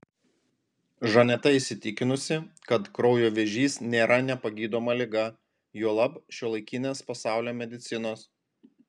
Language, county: Lithuanian, Panevėžys